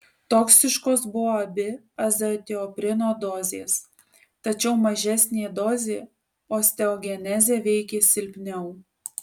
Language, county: Lithuanian, Alytus